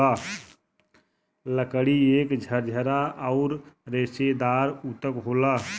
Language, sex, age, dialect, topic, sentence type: Bhojpuri, male, 31-35, Western, agriculture, statement